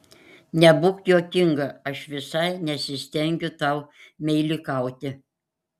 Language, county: Lithuanian, Panevėžys